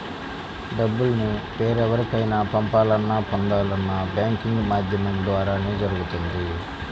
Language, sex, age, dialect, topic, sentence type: Telugu, male, 25-30, Central/Coastal, banking, statement